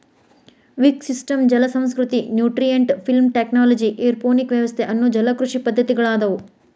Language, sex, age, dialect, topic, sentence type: Kannada, female, 41-45, Dharwad Kannada, agriculture, statement